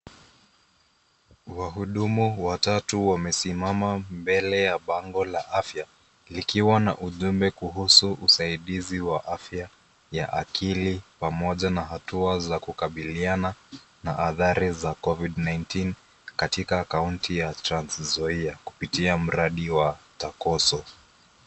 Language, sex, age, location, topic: Swahili, male, 18-24, Nairobi, health